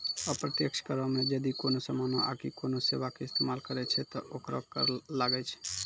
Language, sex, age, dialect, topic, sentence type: Maithili, male, 18-24, Angika, banking, statement